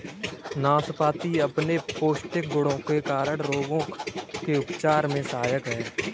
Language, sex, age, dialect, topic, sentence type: Hindi, male, 18-24, Kanauji Braj Bhasha, agriculture, statement